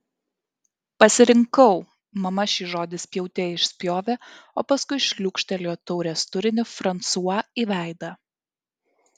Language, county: Lithuanian, Kaunas